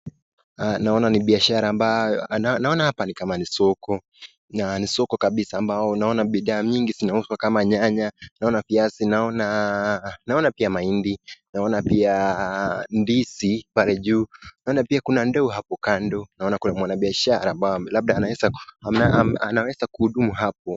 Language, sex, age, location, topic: Swahili, male, 18-24, Nakuru, finance